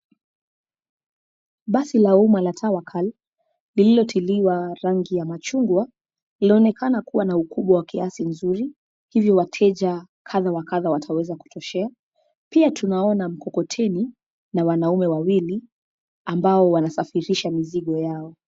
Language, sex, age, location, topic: Swahili, female, 25-35, Nairobi, government